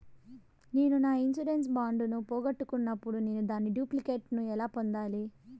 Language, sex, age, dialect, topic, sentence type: Telugu, female, 18-24, Southern, banking, question